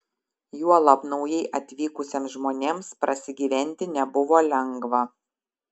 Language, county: Lithuanian, Šiauliai